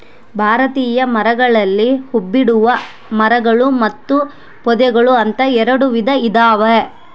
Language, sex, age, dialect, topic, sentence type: Kannada, female, 31-35, Central, agriculture, statement